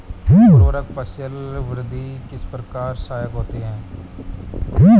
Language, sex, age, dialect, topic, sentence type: Hindi, male, 25-30, Marwari Dhudhari, agriculture, question